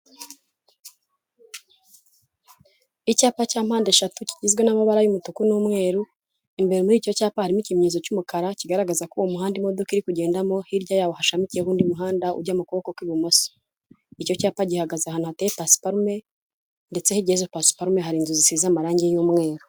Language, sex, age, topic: Kinyarwanda, female, 18-24, government